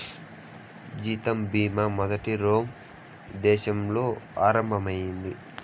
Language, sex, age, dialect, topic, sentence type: Telugu, male, 25-30, Southern, banking, statement